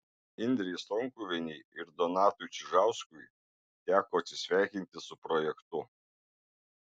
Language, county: Lithuanian, Marijampolė